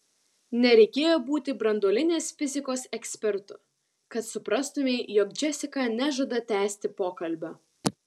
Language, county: Lithuanian, Vilnius